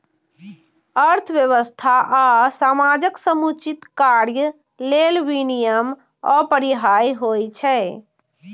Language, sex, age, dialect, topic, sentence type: Maithili, female, 25-30, Eastern / Thethi, banking, statement